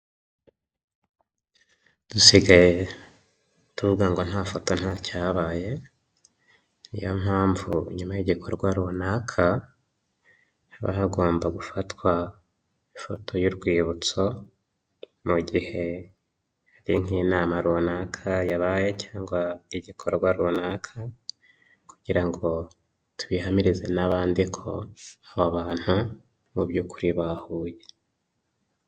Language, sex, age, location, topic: Kinyarwanda, male, 25-35, Huye, health